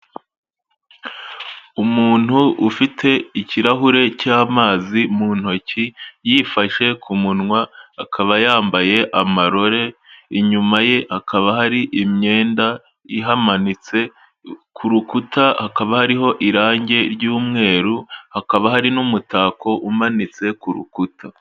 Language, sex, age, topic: Kinyarwanda, male, 18-24, health